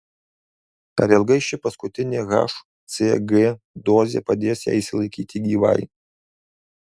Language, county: Lithuanian, Alytus